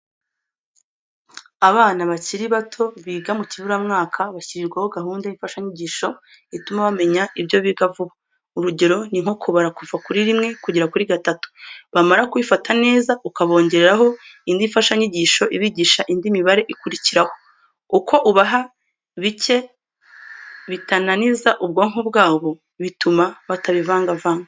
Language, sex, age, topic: Kinyarwanda, female, 25-35, education